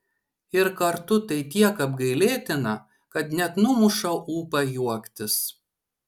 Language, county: Lithuanian, Šiauliai